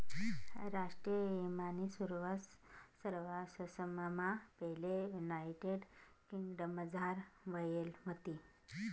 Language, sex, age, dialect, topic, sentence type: Marathi, female, 25-30, Northern Konkan, banking, statement